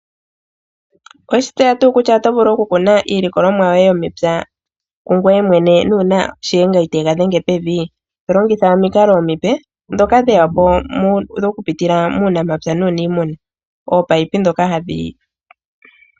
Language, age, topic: Oshiwambo, 25-35, agriculture